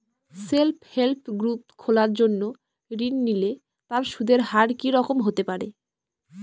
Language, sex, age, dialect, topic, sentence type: Bengali, female, 18-24, Northern/Varendri, banking, question